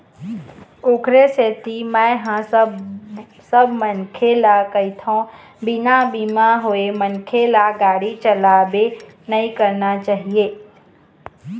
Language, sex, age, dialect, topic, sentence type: Chhattisgarhi, female, 18-24, Eastern, banking, statement